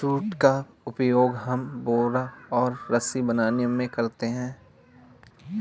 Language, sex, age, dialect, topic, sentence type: Hindi, male, 18-24, Awadhi Bundeli, agriculture, statement